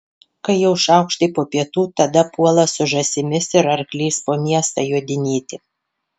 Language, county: Lithuanian, Panevėžys